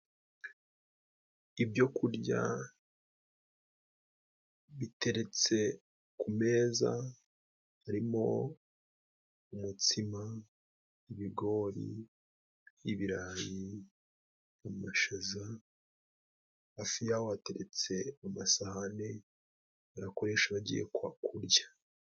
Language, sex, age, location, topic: Kinyarwanda, male, 25-35, Musanze, government